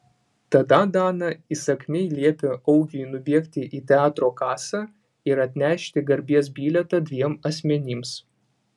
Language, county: Lithuanian, Vilnius